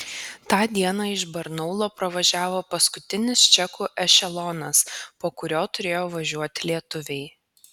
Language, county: Lithuanian, Kaunas